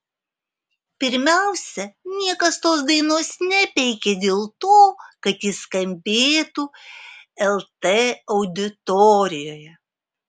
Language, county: Lithuanian, Alytus